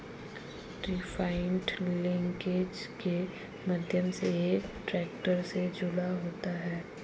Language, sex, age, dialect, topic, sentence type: Hindi, female, 18-24, Marwari Dhudhari, agriculture, statement